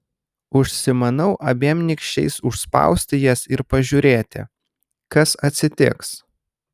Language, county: Lithuanian, Kaunas